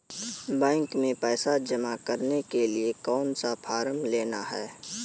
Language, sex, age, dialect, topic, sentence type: Hindi, male, 18-24, Kanauji Braj Bhasha, banking, question